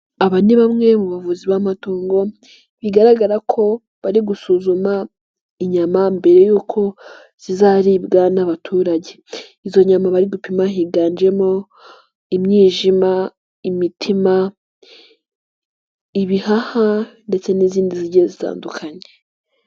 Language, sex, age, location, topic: Kinyarwanda, female, 18-24, Nyagatare, agriculture